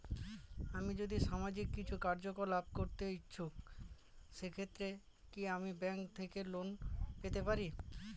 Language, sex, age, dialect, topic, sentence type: Bengali, male, 36-40, Northern/Varendri, banking, question